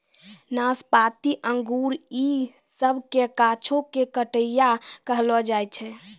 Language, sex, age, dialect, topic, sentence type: Maithili, female, 18-24, Angika, agriculture, statement